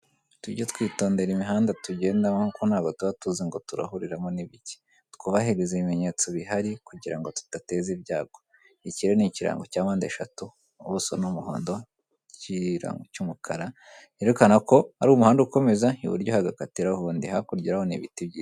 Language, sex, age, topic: Kinyarwanda, female, 25-35, government